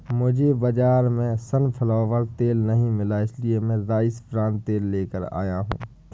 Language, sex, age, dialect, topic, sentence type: Hindi, male, 18-24, Awadhi Bundeli, agriculture, statement